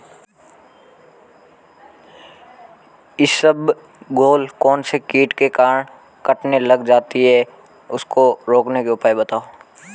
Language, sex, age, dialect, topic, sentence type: Hindi, male, 18-24, Marwari Dhudhari, agriculture, question